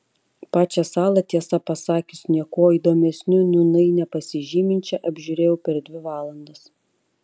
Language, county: Lithuanian, Panevėžys